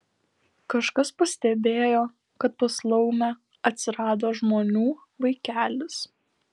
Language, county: Lithuanian, Alytus